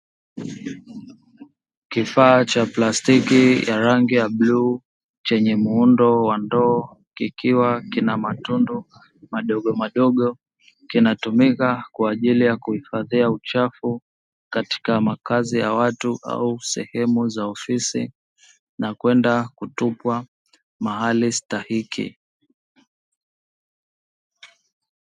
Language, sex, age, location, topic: Swahili, female, 25-35, Dar es Salaam, government